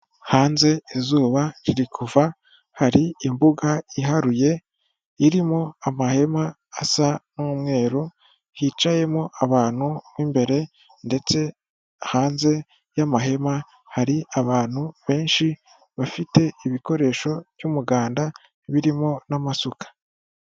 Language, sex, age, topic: Kinyarwanda, male, 18-24, government